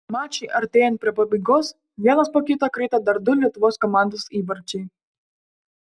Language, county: Lithuanian, Panevėžys